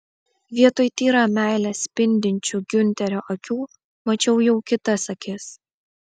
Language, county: Lithuanian, Vilnius